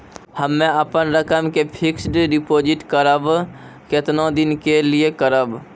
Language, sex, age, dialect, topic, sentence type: Maithili, male, 18-24, Angika, banking, question